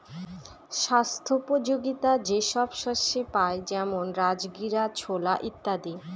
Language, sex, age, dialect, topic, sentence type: Bengali, female, 18-24, Northern/Varendri, agriculture, statement